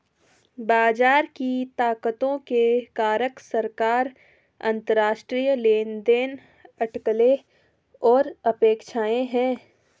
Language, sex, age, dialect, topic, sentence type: Hindi, female, 18-24, Hindustani Malvi Khadi Boli, banking, statement